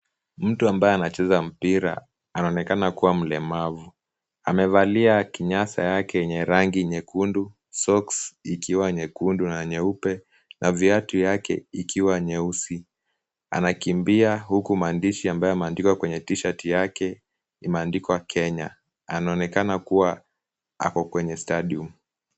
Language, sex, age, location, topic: Swahili, male, 18-24, Kisumu, education